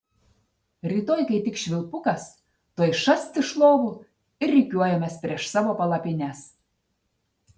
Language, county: Lithuanian, Telšiai